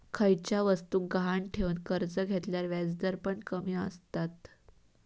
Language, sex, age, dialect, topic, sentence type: Marathi, female, 18-24, Southern Konkan, banking, statement